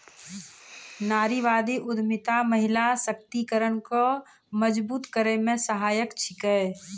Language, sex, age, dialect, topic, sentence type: Maithili, female, 31-35, Angika, banking, statement